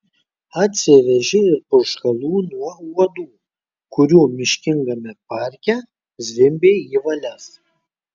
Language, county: Lithuanian, Kaunas